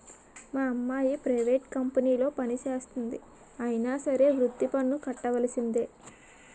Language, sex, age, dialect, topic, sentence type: Telugu, female, 18-24, Utterandhra, banking, statement